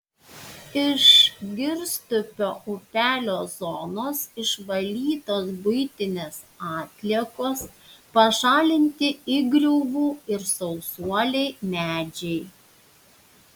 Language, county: Lithuanian, Panevėžys